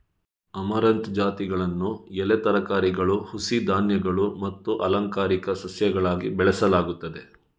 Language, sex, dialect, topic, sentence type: Kannada, male, Coastal/Dakshin, agriculture, statement